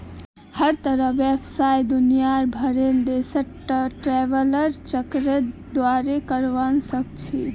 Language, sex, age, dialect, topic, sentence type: Magahi, female, 18-24, Northeastern/Surjapuri, banking, statement